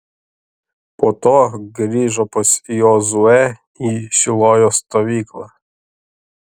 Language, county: Lithuanian, Šiauliai